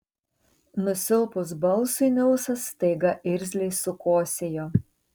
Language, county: Lithuanian, Tauragė